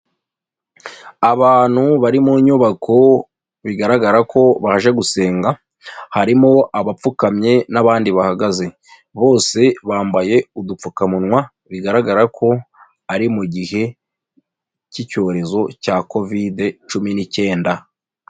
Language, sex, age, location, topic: Kinyarwanda, female, 25-35, Nyagatare, finance